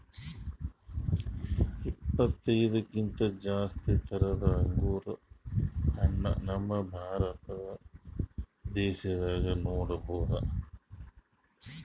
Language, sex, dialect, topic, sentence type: Kannada, male, Northeastern, agriculture, statement